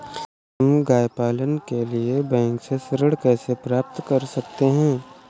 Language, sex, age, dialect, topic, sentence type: Hindi, male, 18-24, Awadhi Bundeli, banking, question